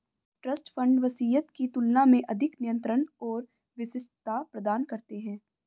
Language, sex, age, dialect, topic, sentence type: Hindi, female, 25-30, Hindustani Malvi Khadi Boli, banking, statement